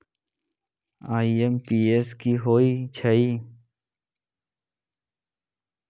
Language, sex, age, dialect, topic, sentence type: Magahi, male, 18-24, Western, banking, question